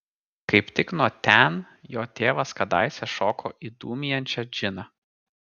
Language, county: Lithuanian, Kaunas